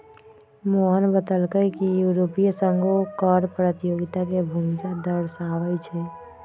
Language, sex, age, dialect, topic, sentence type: Magahi, female, 25-30, Western, banking, statement